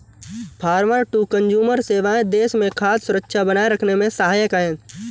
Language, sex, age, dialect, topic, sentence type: Hindi, male, 18-24, Awadhi Bundeli, agriculture, statement